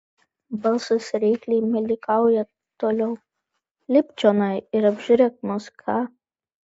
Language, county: Lithuanian, Vilnius